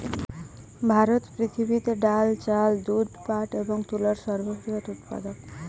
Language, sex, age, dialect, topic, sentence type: Bengali, female, 18-24, Jharkhandi, agriculture, statement